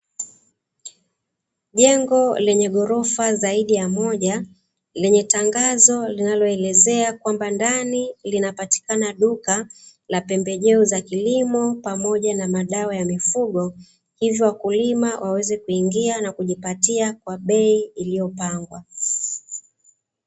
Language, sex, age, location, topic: Swahili, female, 36-49, Dar es Salaam, agriculture